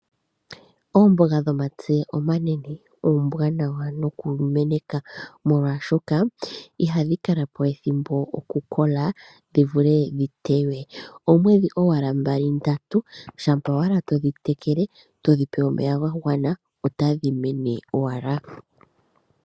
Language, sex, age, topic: Oshiwambo, female, 25-35, agriculture